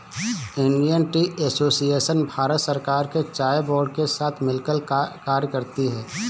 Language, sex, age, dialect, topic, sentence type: Hindi, male, 25-30, Awadhi Bundeli, agriculture, statement